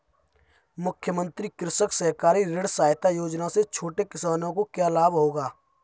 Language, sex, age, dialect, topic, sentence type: Hindi, male, 25-30, Kanauji Braj Bhasha, agriculture, question